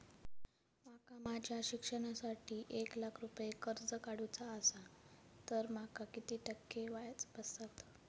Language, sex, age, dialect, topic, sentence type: Marathi, female, 18-24, Southern Konkan, banking, question